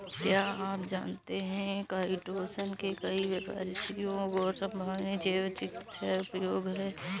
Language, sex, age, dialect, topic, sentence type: Hindi, female, 18-24, Awadhi Bundeli, agriculture, statement